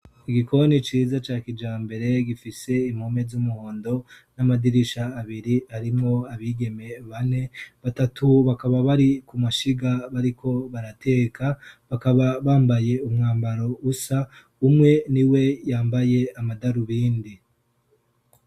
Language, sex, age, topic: Rundi, male, 25-35, education